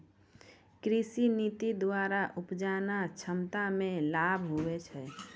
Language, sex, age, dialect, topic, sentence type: Maithili, female, 60-100, Angika, agriculture, statement